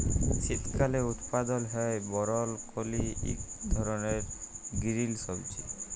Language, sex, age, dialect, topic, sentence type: Bengali, female, 18-24, Jharkhandi, agriculture, statement